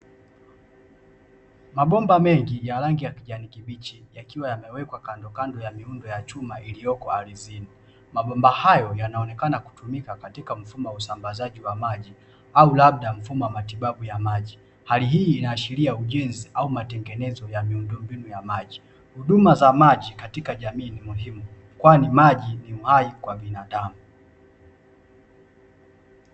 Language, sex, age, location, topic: Swahili, male, 25-35, Dar es Salaam, government